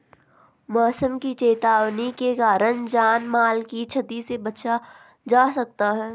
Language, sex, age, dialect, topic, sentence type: Hindi, female, 18-24, Garhwali, agriculture, statement